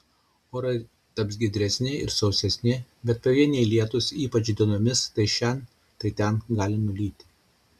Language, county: Lithuanian, Šiauliai